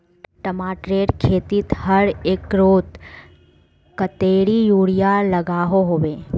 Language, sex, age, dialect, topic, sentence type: Magahi, female, 25-30, Northeastern/Surjapuri, agriculture, question